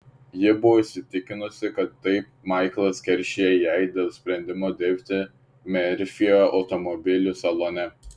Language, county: Lithuanian, Šiauliai